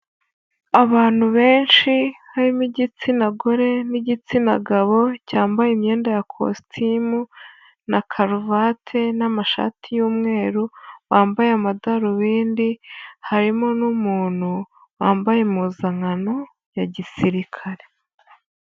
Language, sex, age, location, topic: Kinyarwanda, female, 18-24, Huye, government